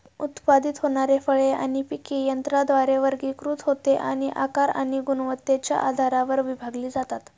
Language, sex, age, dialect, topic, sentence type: Marathi, female, 36-40, Standard Marathi, agriculture, statement